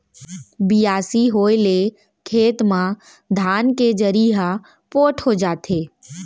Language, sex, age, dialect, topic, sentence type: Chhattisgarhi, female, 60-100, Central, agriculture, statement